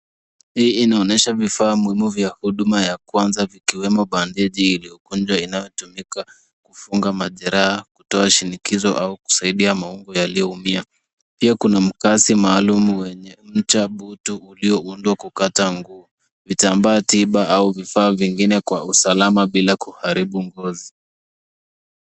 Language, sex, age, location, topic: Swahili, female, 25-35, Nairobi, health